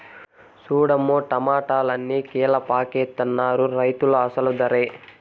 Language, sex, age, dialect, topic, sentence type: Telugu, male, 18-24, Southern, agriculture, statement